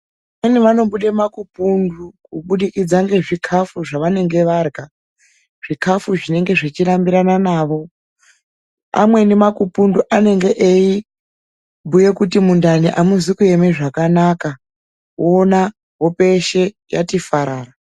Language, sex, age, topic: Ndau, female, 36-49, health